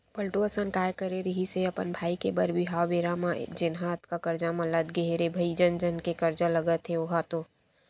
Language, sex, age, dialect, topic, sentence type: Chhattisgarhi, female, 60-100, Western/Budati/Khatahi, banking, statement